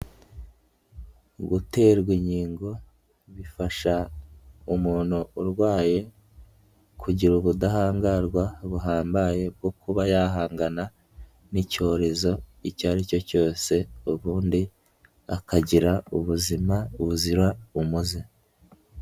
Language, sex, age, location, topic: Kinyarwanda, male, 18-24, Nyagatare, health